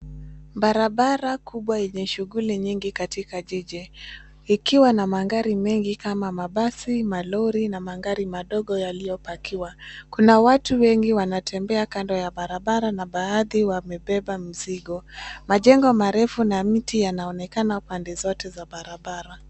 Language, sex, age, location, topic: Swahili, female, 25-35, Nairobi, government